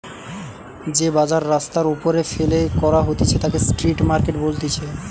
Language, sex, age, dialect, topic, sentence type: Bengali, male, 18-24, Western, agriculture, statement